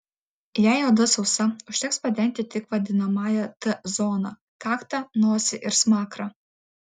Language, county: Lithuanian, Vilnius